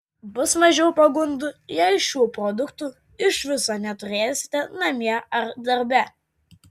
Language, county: Lithuanian, Vilnius